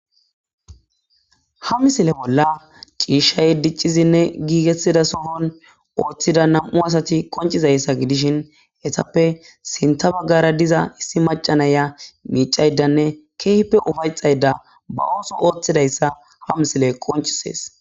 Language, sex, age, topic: Gamo, male, 18-24, agriculture